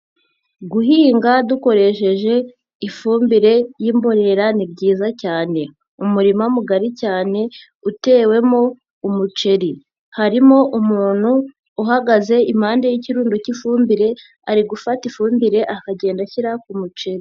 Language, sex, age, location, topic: Kinyarwanda, female, 50+, Nyagatare, agriculture